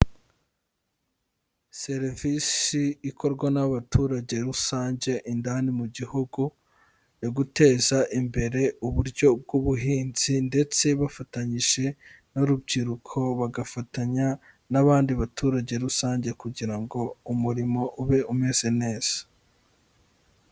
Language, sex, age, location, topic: Kinyarwanda, male, 25-35, Kigali, agriculture